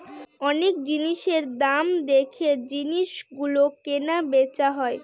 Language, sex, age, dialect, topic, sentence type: Bengali, female, 18-24, Northern/Varendri, banking, statement